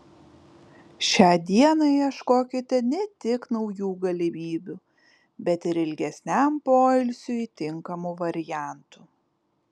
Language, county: Lithuanian, Kaunas